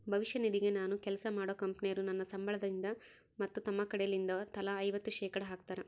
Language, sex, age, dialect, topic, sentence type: Kannada, female, 18-24, Central, banking, statement